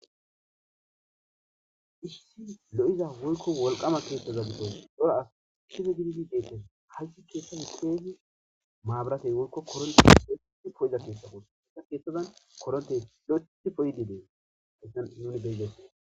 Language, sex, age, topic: Gamo, male, 18-24, government